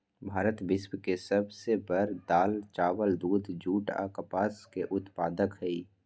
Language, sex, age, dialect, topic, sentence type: Magahi, male, 41-45, Western, agriculture, statement